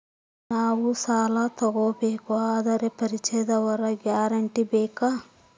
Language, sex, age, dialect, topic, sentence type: Kannada, male, 41-45, Central, banking, question